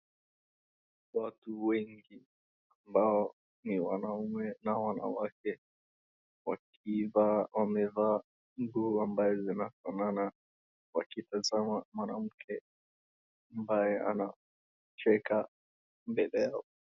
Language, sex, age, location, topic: Swahili, male, 18-24, Wajir, health